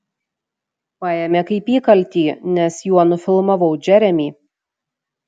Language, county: Lithuanian, Šiauliai